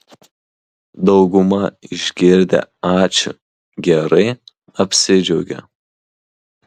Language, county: Lithuanian, Kaunas